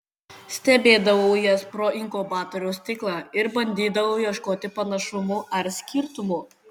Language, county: Lithuanian, Kaunas